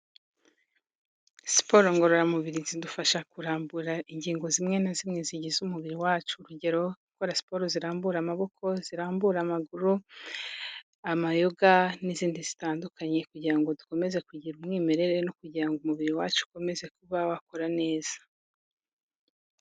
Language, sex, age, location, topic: Kinyarwanda, female, 18-24, Kigali, health